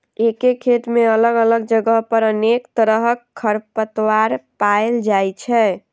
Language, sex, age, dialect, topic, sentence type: Maithili, female, 25-30, Eastern / Thethi, agriculture, statement